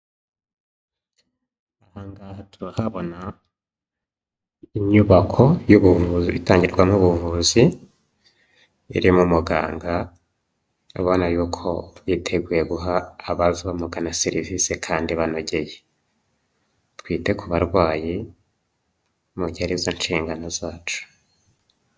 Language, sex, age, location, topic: Kinyarwanda, male, 25-35, Huye, health